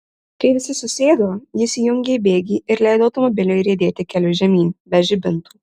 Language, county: Lithuanian, Marijampolė